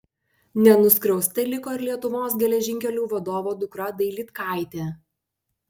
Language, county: Lithuanian, Panevėžys